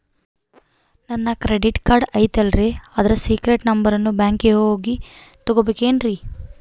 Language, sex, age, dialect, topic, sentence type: Kannada, female, 18-24, Central, banking, question